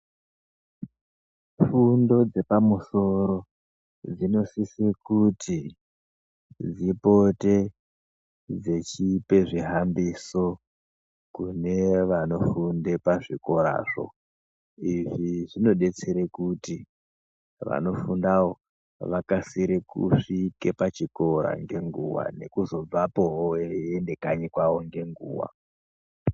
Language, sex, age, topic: Ndau, female, 36-49, education